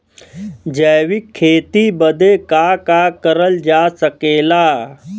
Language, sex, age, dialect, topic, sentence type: Bhojpuri, male, 31-35, Western, agriculture, question